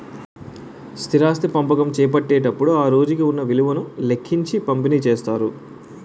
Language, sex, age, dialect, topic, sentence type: Telugu, male, 31-35, Utterandhra, banking, statement